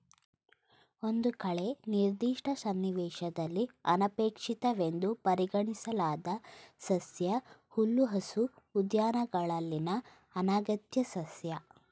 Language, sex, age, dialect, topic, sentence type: Kannada, female, 18-24, Mysore Kannada, agriculture, statement